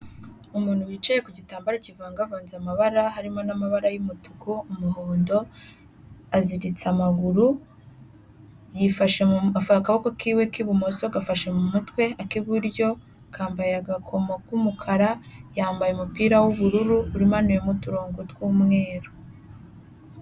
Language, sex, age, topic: Kinyarwanda, female, 18-24, health